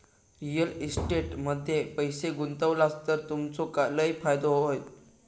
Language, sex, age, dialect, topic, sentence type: Marathi, male, 18-24, Southern Konkan, banking, statement